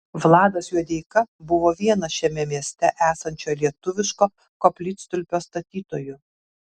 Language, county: Lithuanian, Kaunas